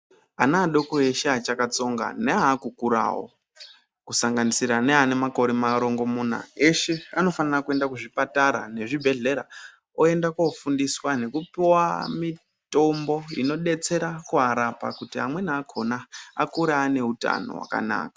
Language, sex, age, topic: Ndau, female, 36-49, health